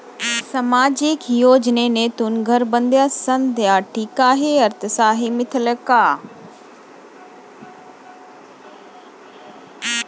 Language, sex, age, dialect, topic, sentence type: Marathi, female, 25-30, Standard Marathi, banking, question